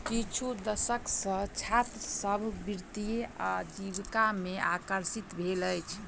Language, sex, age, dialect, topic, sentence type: Maithili, female, 25-30, Southern/Standard, banking, statement